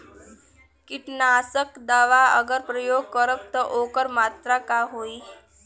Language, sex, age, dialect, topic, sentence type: Bhojpuri, female, 18-24, Western, agriculture, question